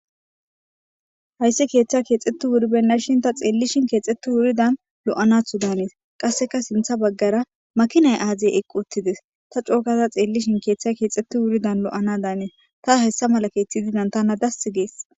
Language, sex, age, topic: Gamo, female, 18-24, government